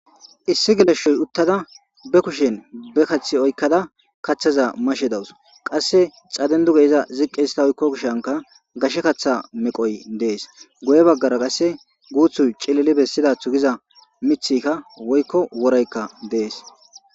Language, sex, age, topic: Gamo, male, 18-24, agriculture